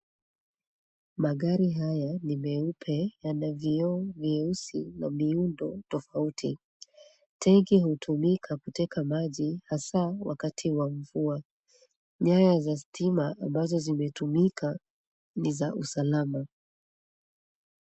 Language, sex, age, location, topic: Swahili, female, 25-35, Nairobi, finance